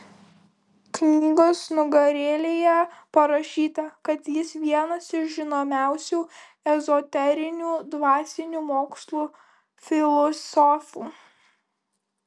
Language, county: Lithuanian, Kaunas